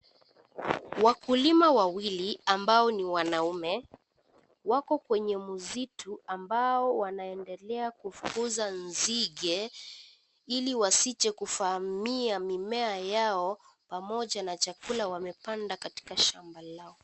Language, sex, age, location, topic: Swahili, female, 18-24, Kisii, health